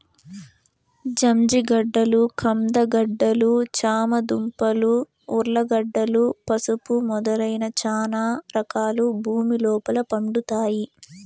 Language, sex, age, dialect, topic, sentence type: Telugu, female, 18-24, Southern, agriculture, statement